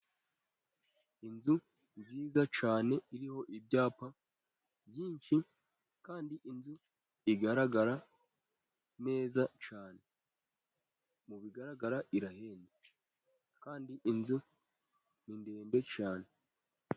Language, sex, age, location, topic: Kinyarwanda, male, 18-24, Musanze, finance